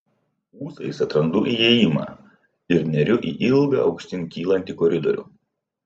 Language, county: Lithuanian, Vilnius